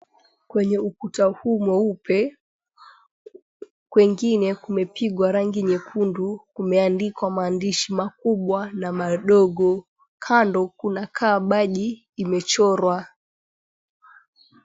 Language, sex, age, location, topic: Swahili, female, 25-35, Mombasa, government